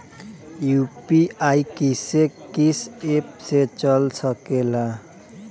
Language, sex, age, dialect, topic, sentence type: Bhojpuri, male, 18-24, Northern, banking, question